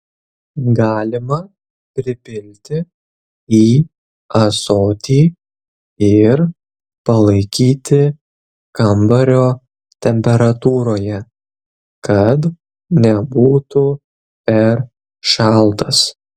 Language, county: Lithuanian, Kaunas